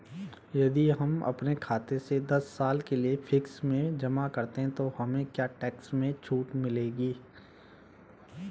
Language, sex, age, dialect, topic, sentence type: Hindi, male, 25-30, Garhwali, banking, question